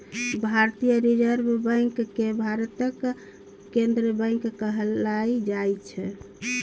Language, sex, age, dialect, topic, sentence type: Maithili, female, 41-45, Bajjika, banking, statement